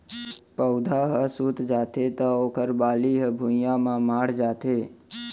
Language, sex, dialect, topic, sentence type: Chhattisgarhi, male, Central, agriculture, statement